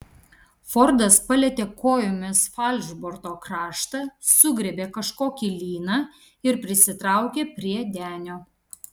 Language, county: Lithuanian, Kaunas